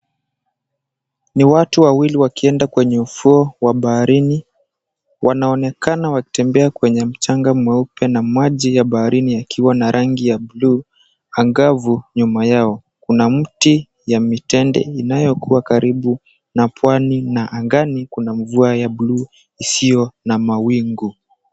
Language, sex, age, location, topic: Swahili, male, 18-24, Mombasa, government